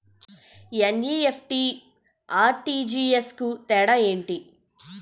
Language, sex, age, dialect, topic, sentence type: Telugu, female, 31-35, Utterandhra, banking, question